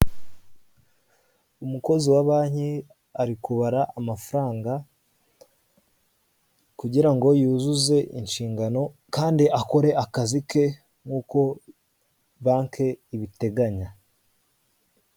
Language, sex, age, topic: Kinyarwanda, male, 18-24, finance